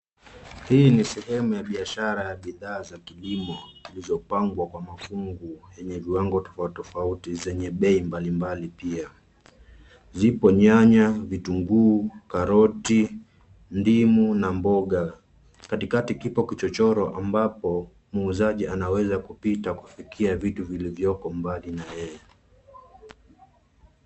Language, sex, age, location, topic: Swahili, male, 25-35, Nairobi, finance